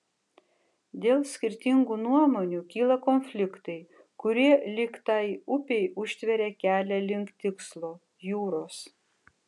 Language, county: Lithuanian, Kaunas